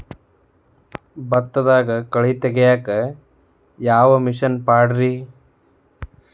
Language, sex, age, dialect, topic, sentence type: Kannada, male, 31-35, Dharwad Kannada, agriculture, question